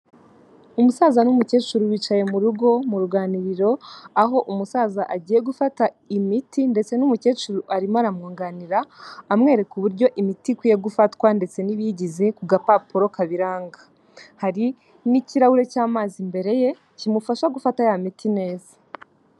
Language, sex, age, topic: Kinyarwanda, female, 18-24, health